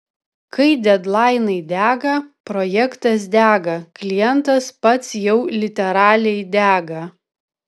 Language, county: Lithuanian, Vilnius